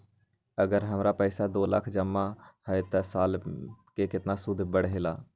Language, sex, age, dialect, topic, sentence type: Magahi, male, 41-45, Western, banking, question